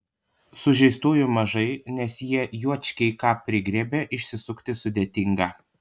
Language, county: Lithuanian, Panevėžys